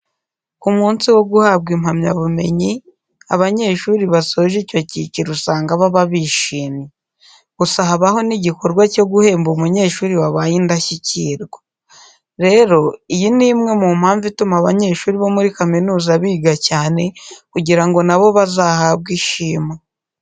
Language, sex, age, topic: Kinyarwanda, female, 18-24, education